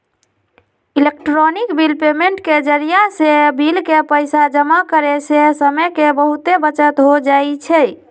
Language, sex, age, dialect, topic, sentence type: Magahi, female, 18-24, Western, banking, statement